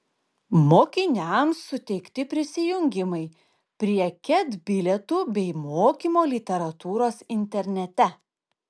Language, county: Lithuanian, Klaipėda